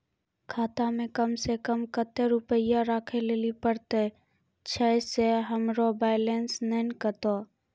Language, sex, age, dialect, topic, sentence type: Maithili, female, 41-45, Angika, banking, question